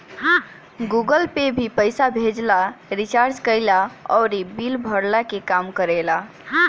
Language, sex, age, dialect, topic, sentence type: Bhojpuri, male, <18, Northern, banking, statement